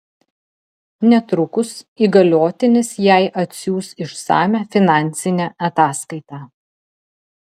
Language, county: Lithuanian, Telšiai